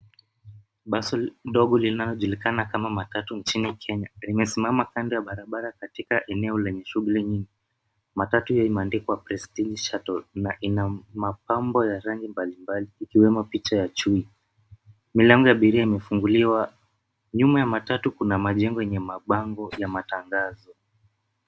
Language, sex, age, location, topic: Swahili, male, 25-35, Nairobi, government